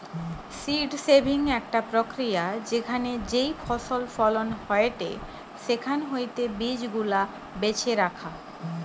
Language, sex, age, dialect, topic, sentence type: Bengali, female, 25-30, Western, agriculture, statement